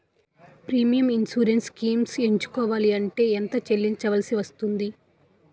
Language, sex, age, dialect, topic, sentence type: Telugu, female, 18-24, Utterandhra, banking, question